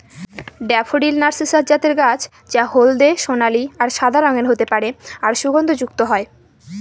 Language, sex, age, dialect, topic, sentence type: Bengali, female, 18-24, Northern/Varendri, agriculture, statement